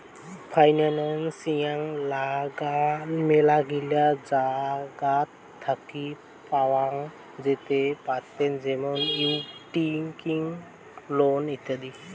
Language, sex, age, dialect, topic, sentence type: Bengali, male, 18-24, Rajbangshi, banking, statement